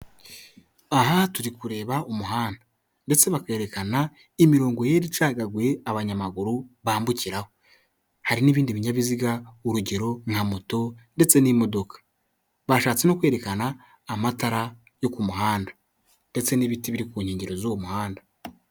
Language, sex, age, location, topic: Kinyarwanda, male, 25-35, Kigali, government